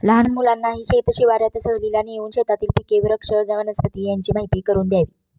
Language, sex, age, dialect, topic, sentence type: Marathi, female, 25-30, Standard Marathi, agriculture, statement